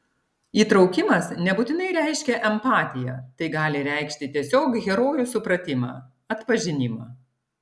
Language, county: Lithuanian, Klaipėda